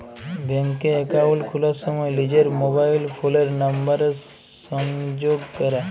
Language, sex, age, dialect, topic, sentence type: Bengali, male, 51-55, Jharkhandi, banking, statement